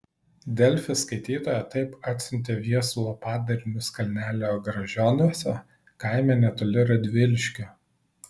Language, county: Lithuanian, Vilnius